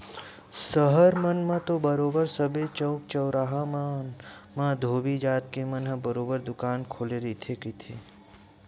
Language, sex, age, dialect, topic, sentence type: Chhattisgarhi, male, 18-24, Western/Budati/Khatahi, banking, statement